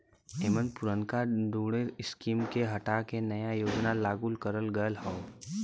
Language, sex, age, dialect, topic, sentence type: Bhojpuri, female, 36-40, Western, agriculture, statement